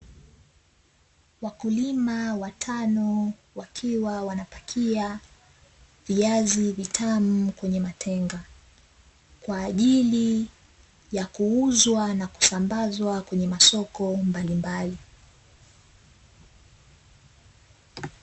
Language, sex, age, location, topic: Swahili, female, 25-35, Dar es Salaam, agriculture